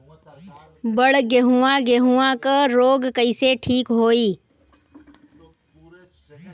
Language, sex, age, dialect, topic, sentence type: Bhojpuri, female, 18-24, Western, agriculture, question